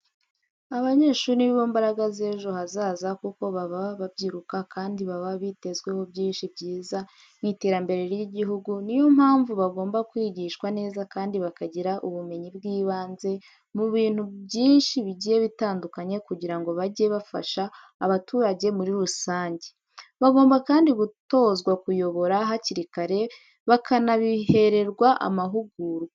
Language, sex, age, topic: Kinyarwanda, female, 25-35, education